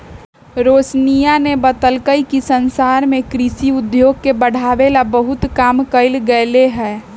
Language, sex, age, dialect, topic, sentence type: Magahi, female, 18-24, Western, agriculture, statement